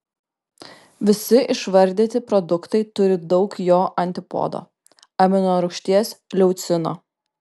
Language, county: Lithuanian, Kaunas